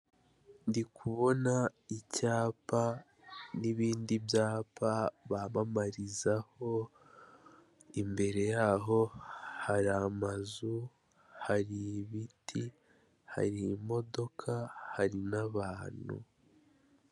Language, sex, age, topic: Kinyarwanda, male, 25-35, government